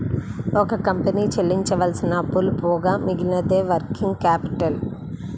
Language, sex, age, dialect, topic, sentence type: Telugu, male, 36-40, Central/Coastal, banking, statement